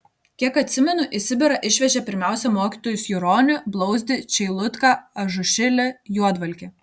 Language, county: Lithuanian, Telšiai